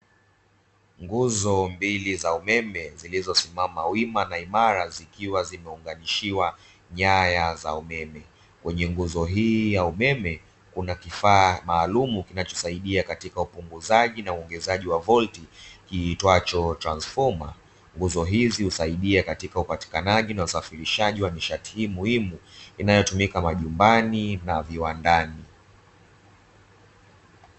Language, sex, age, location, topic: Swahili, male, 25-35, Dar es Salaam, government